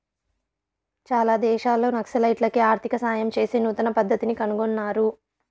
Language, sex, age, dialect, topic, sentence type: Telugu, female, 25-30, Southern, banking, statement